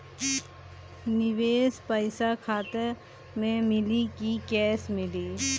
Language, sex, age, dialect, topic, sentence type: Bhojpuri, female, 25-30, Northern, banking, question